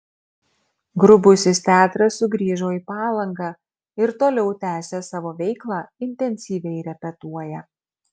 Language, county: Lithuanian, Marijampolė